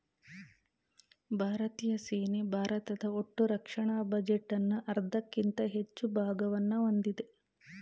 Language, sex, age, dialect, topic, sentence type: Kannada, female, 36-40, Mysore Kannada, banking, statement